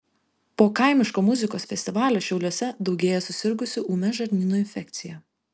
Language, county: Lithuanian, Vilnius